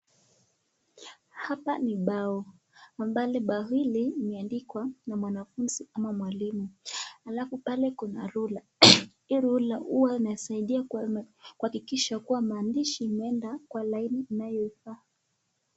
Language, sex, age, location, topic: Swahili, female, 18-24, Nakuru, education